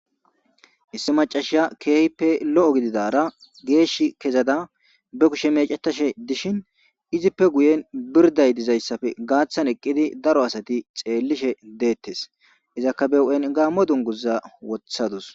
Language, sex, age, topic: Gamo, male, 25-35, government